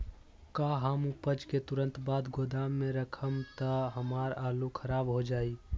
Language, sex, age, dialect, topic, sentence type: Magahi, male, 18-24, Western, agriculture, question